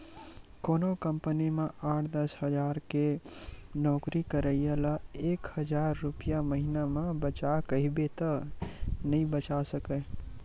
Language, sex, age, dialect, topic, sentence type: Chhattisgarhi, male, 25-30, Western/Budati/Khatahi, banking, statement